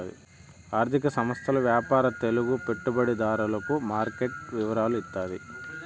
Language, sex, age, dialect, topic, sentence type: Telugu, male, 31-35, Southern, banking, statement